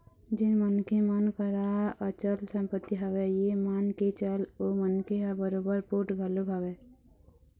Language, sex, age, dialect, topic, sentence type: Chhattisgarhi, female, 51-55, Eastern, banking, statement